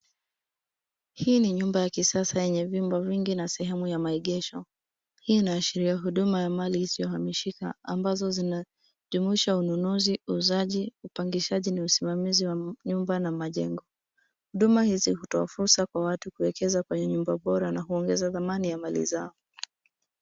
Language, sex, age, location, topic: Swahili, female, 18-24, Nairobi, finance